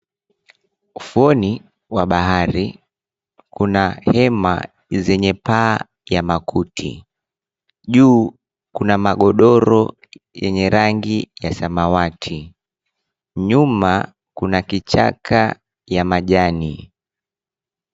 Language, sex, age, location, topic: Swahili, male, 25-35, Mombasa, government